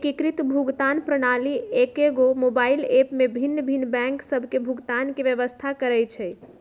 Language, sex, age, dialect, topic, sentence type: Magahi, female, 31-35, Western, banking, statement